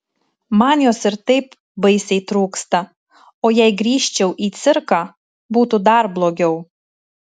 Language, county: Lithuanian, Tauragė